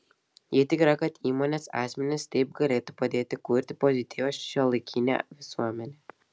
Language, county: Lithuanian, Vilnius